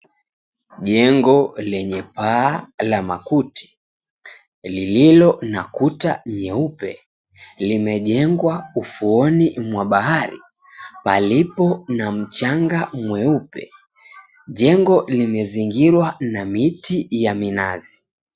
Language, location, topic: Swahili, Mombasa, government